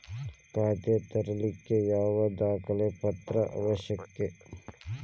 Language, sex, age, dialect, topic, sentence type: Kannada, male, 18-24, Dharwad Kannada, banking, question